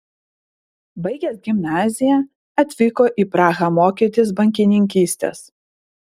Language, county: Lithuanian, Vilnius